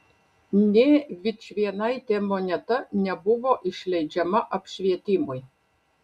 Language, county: Lithuanian, Panevėžys